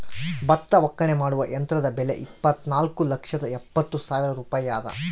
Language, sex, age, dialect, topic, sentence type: Kannada, male, 31-35, Central, agriculture, statement